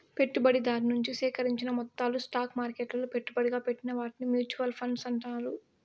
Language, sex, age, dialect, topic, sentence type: Telugu, female, 18-24, Southern, banking, statement